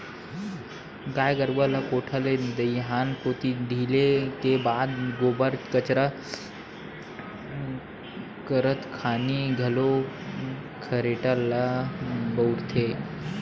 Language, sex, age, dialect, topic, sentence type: Chhattisgarhi, male, 60-100, Western/Budati/Khatahi, agriculture, statement